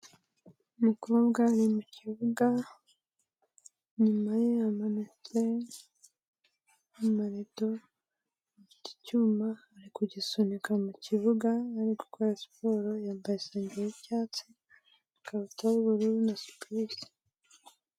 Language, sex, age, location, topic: Kinyarwanda, female, 18-24, Kigali, health